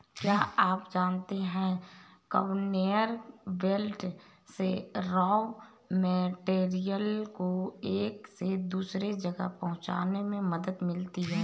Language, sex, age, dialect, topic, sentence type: Hindi, female, 31-35, Awadhi Bundeli, agriculture, statement